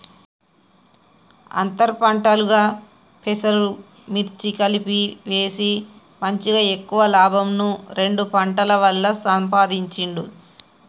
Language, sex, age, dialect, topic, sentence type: Telugu, female, 41-45, Telangana, agriculture, statement